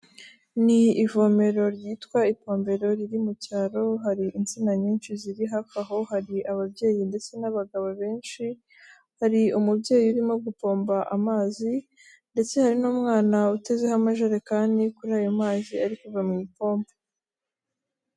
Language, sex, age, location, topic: Kinyarwanda, female, 18-24, Kigali, health